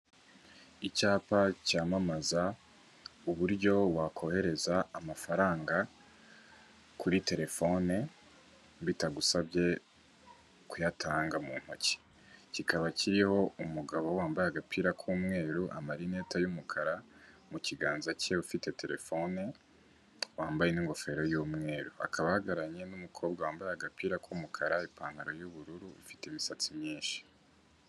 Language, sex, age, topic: Kinyarwanda, male, 18-24, finance